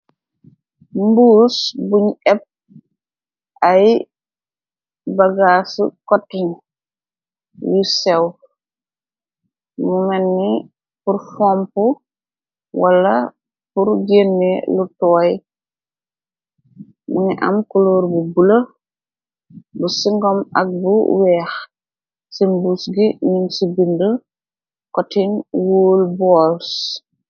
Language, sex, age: Wolof, female, 36-49